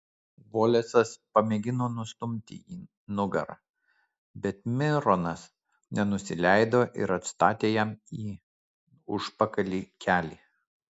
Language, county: Lithuanian, Kaunas